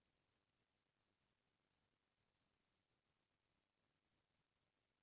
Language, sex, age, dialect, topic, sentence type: Chhattisgarhi, female, 36-40, Central, agriculture, statement